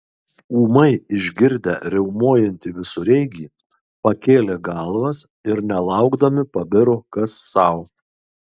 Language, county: Lithuanian, Kaunas